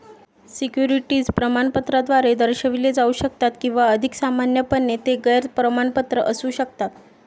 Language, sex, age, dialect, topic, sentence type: Marathi, female, 18-24, Varhadi, banking, statement